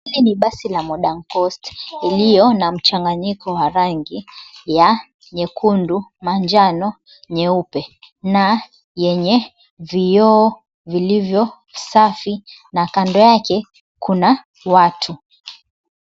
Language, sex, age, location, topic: Swahili, female, 25-35, Mombasa, government